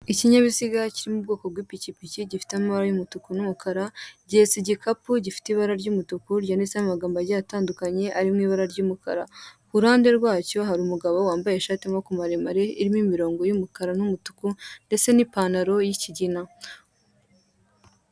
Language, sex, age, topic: Kinyarwanda, female, 18-24, finance